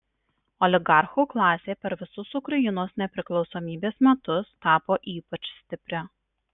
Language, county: Lithuanian, Marijampolė